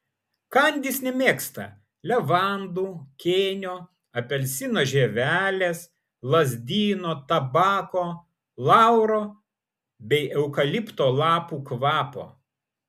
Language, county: Lithuanian, Vilnius